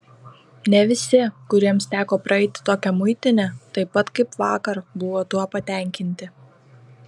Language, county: Lithuanian, Kaunas